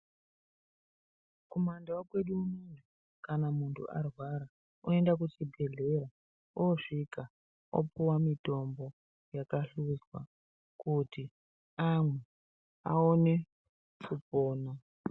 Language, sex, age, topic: Ndau, male, 36-49, health